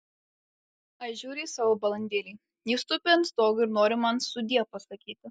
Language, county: Lithuanian, Alytus